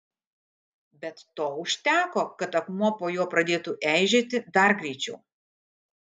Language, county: Lithuanian, Kaunas